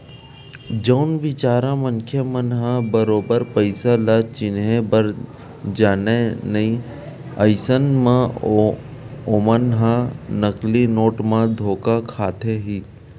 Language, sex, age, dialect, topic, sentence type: Chhattisgarhi, male, 31-35, Western/Budati/Khatahi, banking, statement